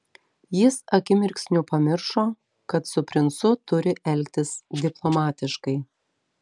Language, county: Lithuanian, Telšiai